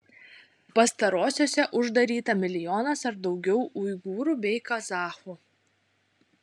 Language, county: Lithuanian, Šiauliai